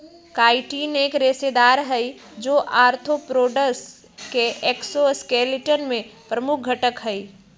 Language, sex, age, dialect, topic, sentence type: Magahi, female, 31-35, Western, agriculture, statement